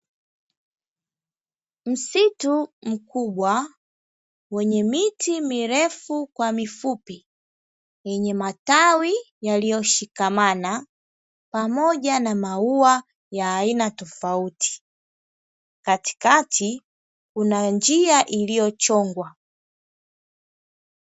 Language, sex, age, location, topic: Swahili, female, 25-35, Dar es Salaam, agriculture